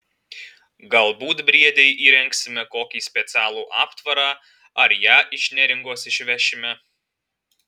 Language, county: Lithuanian, Alytus